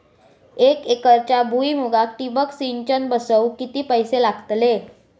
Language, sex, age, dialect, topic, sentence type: Marathi, female, 18-24, Southern Konkan, agriculture, question